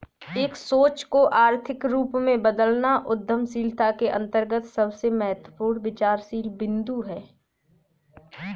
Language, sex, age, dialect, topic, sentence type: Hindi, female, 18-24, Kanauji Braj Bhasha, banking, statement